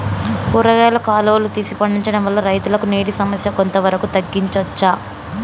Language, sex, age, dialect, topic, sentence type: Telugu, female, 25-30, Telangana, agriculture, question